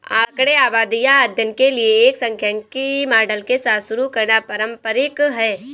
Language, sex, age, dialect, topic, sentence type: Hindi, female, 18-24, Awadhi Bundeli, banking, statement